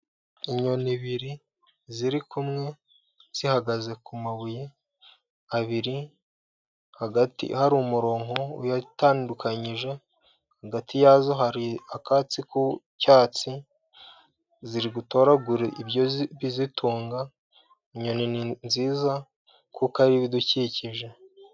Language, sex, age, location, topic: Kinyarwanda, male, 50+, Musanze, agriculture